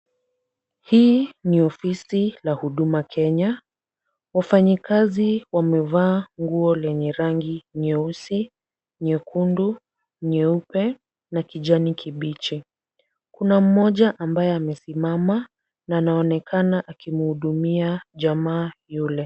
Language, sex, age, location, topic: Swahili, female, 36-49, Kisumu, government